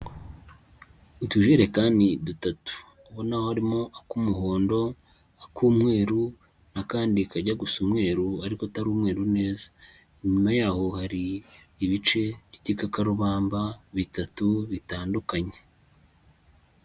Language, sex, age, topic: Kinyarwanda, male, 25-35, health